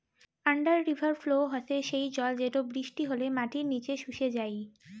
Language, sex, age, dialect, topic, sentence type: Bengali, female, 18-24, Rajbangshi, agriculture, statement